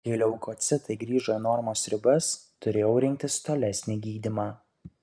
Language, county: Lithuanian, Kaunas